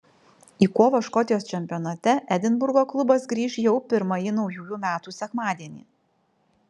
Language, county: Lithuanian, Vilnius